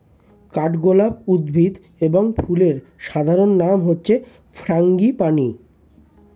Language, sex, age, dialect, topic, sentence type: Bengali, male, 25-30, Standard Colloquial, agriculture, statement